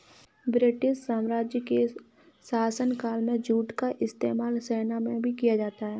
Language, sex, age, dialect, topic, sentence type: Hindi, female, 18-24, Kanauji Braj Bhasha, agriculture, statement